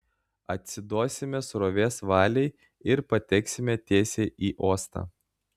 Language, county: Lithuanian, Klaipėda